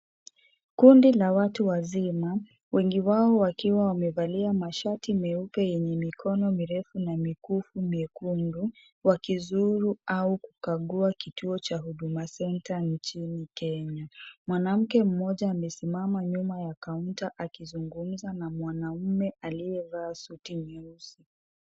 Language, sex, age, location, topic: Swahili, female, 25-35, Kisii, government